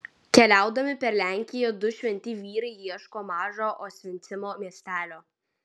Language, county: Lithuanian, Vilnius